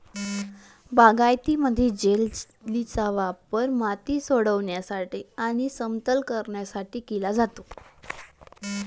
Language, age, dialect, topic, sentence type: Marathi, 18-24, Varhadi, agriculture, statement